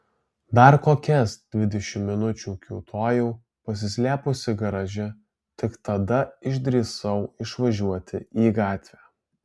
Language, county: Lithuanian, Alytus